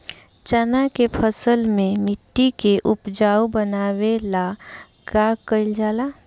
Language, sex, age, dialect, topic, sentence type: Bhojpuri, female, 25-30, Southern / Standard, agriculture, question